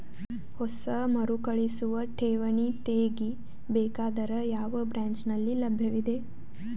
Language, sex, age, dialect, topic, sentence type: Kannada, female, 18-24, Northeastern, banking, question